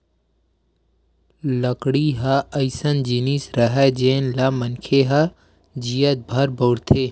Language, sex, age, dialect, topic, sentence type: Chhattisgarhi, male, 18-24, Western/Budati/Khatahi, agriculture, statement